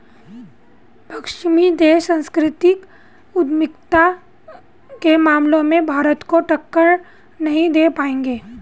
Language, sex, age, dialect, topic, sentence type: Hindi, female, 31-35, Hindustani Malvi Khadi Boli, banking, statement